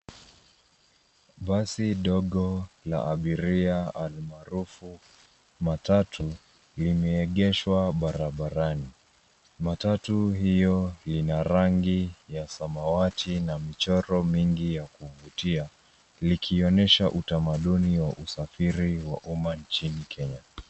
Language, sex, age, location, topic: Swahili, male, 25-35, Nairobi, government